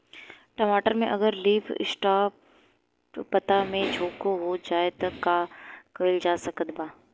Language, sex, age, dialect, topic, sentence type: Bhojpuri, female, 18-24, Southern / Standard, agriculture, question